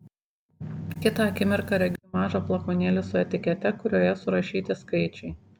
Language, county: Lithuanian, Šiauliai